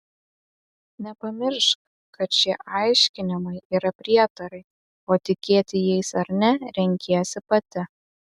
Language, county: Lithuanian, Vilnius